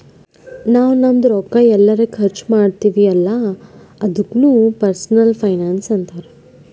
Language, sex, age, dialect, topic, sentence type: Kannada, male, 25-30, Northeastern, banking, statement